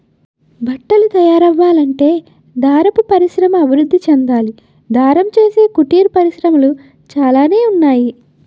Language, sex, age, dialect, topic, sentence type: Telugu, female, 18-24, Utterandhra, agriculture, statement